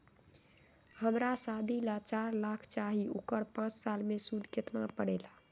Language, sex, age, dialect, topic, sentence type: Magahi, female, 31-35, Western, banking, question